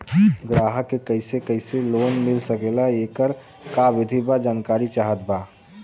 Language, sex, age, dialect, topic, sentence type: Bhojpuri, male, 18-24, Western, banking, question